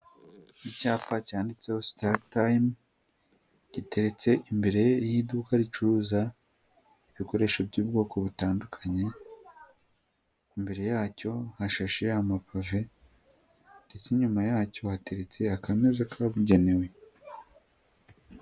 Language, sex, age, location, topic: Kinyarwanda, female, 18-24, Nyagatare, finance